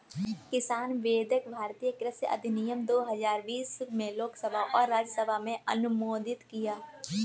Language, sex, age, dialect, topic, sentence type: Hindi, female, 18-24, Kanauji Braj Bhasha, agriculture, statement